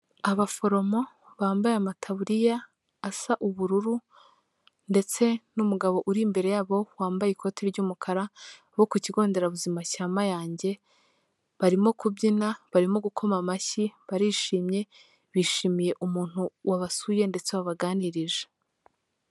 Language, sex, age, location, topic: Kinyarwanda, female, 18-24, Kigali, health